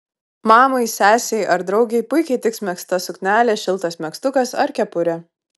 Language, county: Lithuanian, Kaunas